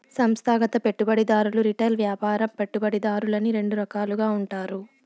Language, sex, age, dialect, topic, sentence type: Telugu, female, 46-50, Southern, banking, statement